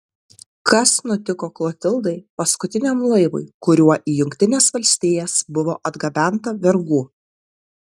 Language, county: Lithuanian, Tauragė